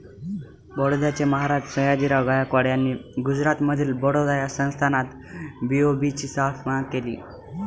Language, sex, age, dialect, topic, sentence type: Marathi, male, 18-24, Northern Konkan, banking, statement